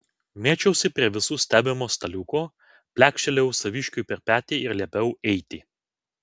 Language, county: Lithuanian, Vilnius